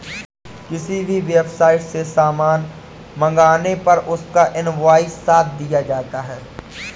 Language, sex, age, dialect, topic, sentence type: Hindi, female, 18-24, Awadhi Bundeli, banking, statement